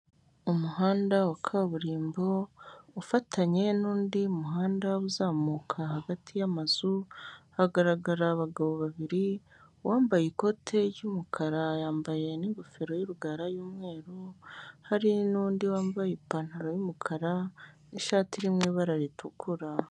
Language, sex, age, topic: Kinyarwanda, male, 18-24, government